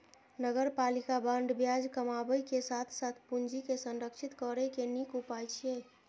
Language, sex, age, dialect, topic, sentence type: Maithili, female, 25-30, Eastern / Thethi, banking, statement